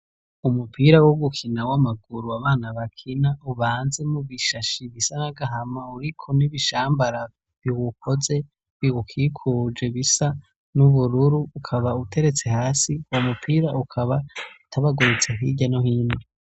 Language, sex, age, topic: Rundi, male, 25-35, education